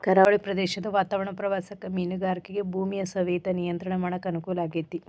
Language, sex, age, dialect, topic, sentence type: Kannada, female, 36-40, Dharwad Kannada, agriculture, statement